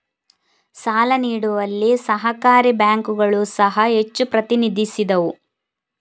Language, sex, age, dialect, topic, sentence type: Kannada, female, 41-45, Coastal/Dakshin, banking, statement